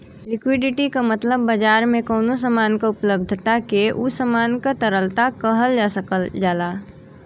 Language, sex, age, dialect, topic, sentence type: Bhojpuri, female, 18-24, Western, banking, statement